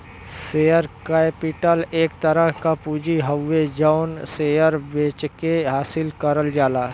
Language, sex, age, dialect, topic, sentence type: Bhojpuri, male, 25-30, Western, banking, statement